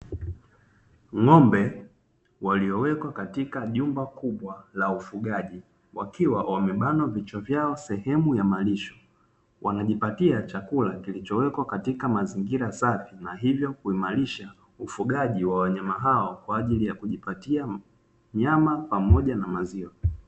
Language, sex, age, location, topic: Swahili, male, 25-35, Dar es Salaam, agriculture